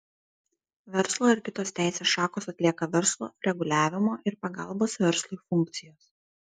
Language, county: Lithuanian, Šiauliai